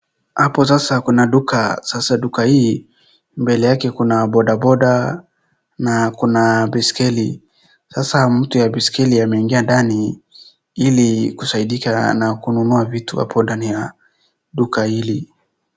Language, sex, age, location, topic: Swahili, male, 18-24, Wajir, finance